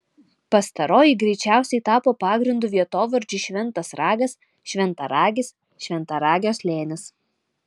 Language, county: Lithuanian, Utena